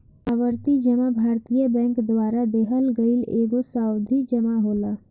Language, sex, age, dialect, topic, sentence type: Bhojpuri, female, <18, Northern, banking, statement